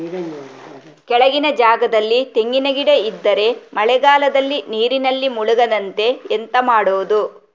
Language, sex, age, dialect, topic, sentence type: Kannada, female, 36-40, Coastal/Dakshin, agriculture, question